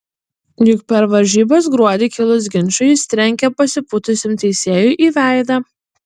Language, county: Lithuanian, Utena